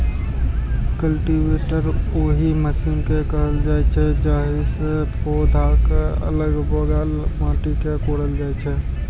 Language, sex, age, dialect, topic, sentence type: Maithili, male, 18-24, Eastern / Thethi, agriculture, statement